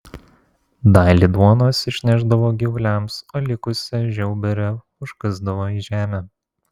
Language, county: Lithuanian, Vilnius